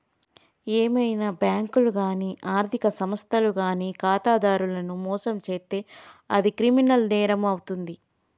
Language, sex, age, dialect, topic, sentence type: Telugu, female, 25-30, Telangana, banking, statement